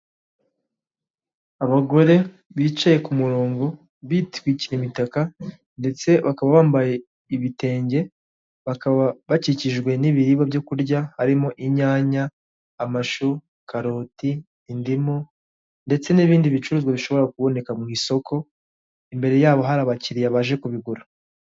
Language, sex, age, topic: Kinyarwanda, male, 18-24, finance